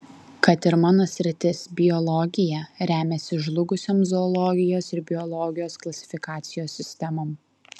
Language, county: Lithuanian, Vilnius